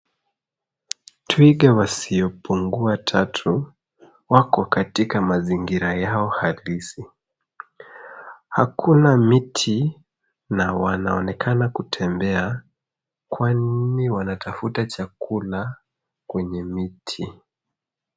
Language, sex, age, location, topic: Swahili, male, 36-49, Nairobi, government